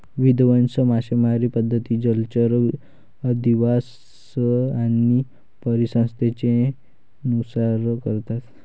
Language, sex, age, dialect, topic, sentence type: Marathi, male, 51-55, Varhadi, agriculture, statement